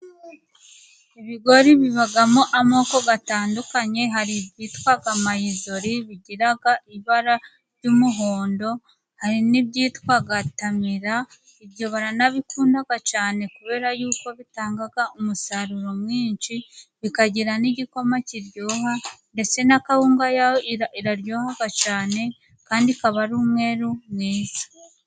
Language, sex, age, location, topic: Kinyarwanda, female, 25-35, Musanze, agriculture